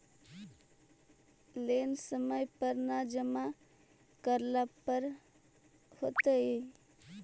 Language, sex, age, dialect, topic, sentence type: Magahi, female, 18-24, Central/Standard, banking, question